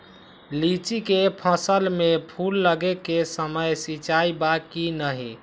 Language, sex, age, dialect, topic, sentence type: Magahi, male, 18-24, Western, agriculture, question